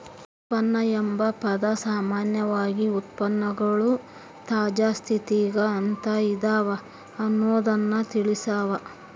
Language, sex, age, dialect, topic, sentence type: Kannada, male, 41-45, Central, agriculture, statement